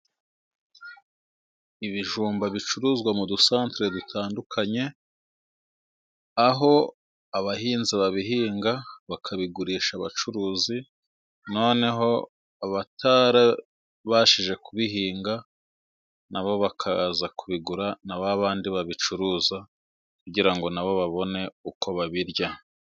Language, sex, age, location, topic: Kinyarwanda, male, 36-49, Musanze, agriculture